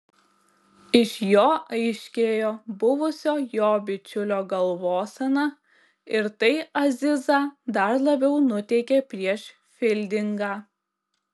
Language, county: Lithuanian, Klaipėda